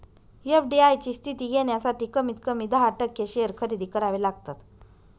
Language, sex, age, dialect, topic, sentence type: Marathi, female, 25-30, Northern Konkan, banking, statement